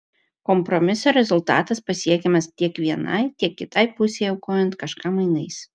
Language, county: Lithuanian, Vilnius